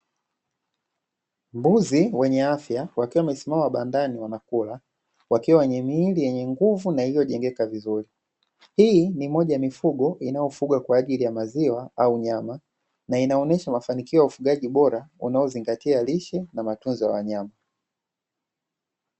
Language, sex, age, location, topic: Swahili, male, 25-35, Dar es Salaam, agriculture